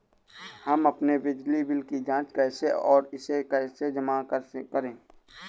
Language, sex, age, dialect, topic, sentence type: Hindi, male, 18-24, Awadhi Bundeli, banking, question